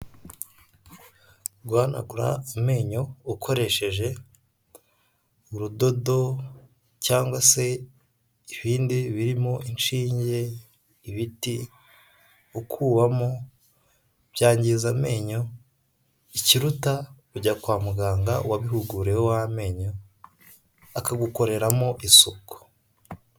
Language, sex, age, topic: Kinyarwanda, male, 18-24, health